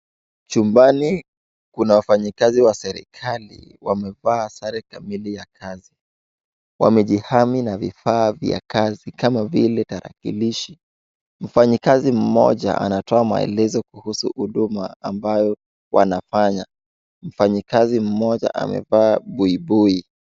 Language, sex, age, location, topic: Swahili, male, 18-24, Wajir, government